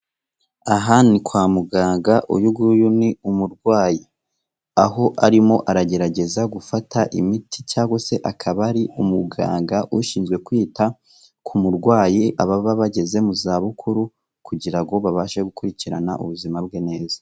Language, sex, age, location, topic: Kinyarwanda, female, 36-49, Kigali, health